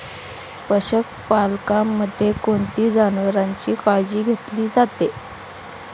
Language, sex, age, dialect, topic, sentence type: Marathi, female, 25-30, Standard Marathi, agriculture, question